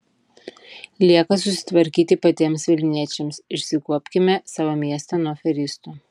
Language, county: Lithuanian, Vilnius